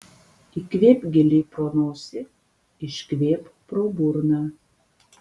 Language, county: Lithuanian, Panevėžys